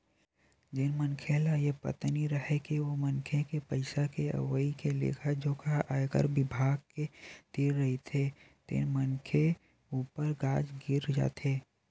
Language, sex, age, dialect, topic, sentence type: Chhattisgarhi, male, 18-24, Western/Budati/Khatahi, banking, statement